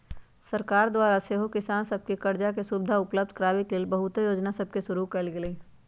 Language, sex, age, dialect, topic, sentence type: Magahi, female, 25-30, Western, agriculture, statement